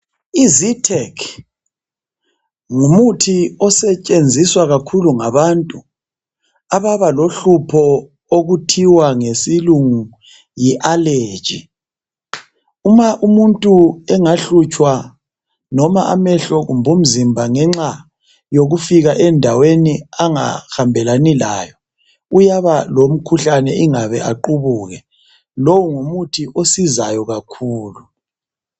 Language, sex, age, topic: North Ndebele, male, 36-49, health